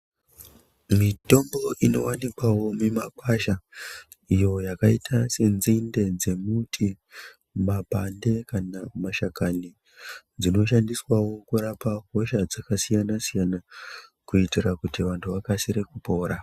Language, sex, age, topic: Ndau, male, 25-35, health